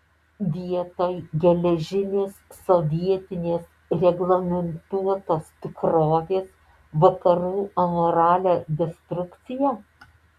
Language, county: Lithuanian, Alytus